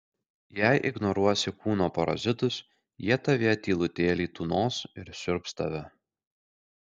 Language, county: Lithuanian, Kaunas